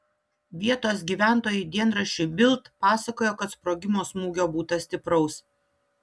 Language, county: Lithuanian, Utena